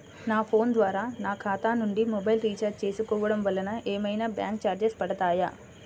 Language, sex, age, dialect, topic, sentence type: Telugu, female, 25-30, Central/Coastal, banking, question